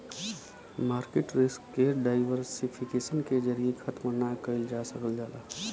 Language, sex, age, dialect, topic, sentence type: Bhojpuri, male, 25-30, Western, banking, statement